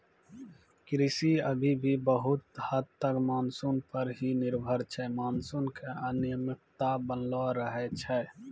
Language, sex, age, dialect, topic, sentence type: Maithili, male, 25-30, Angika, agriculture, statement